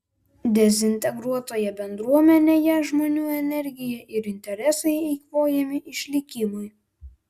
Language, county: Lithuanian, Vilnius